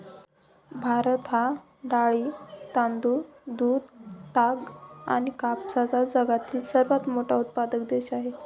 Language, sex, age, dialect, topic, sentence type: Marathi, male, 25-30, Northern Konkan, agriculture, statement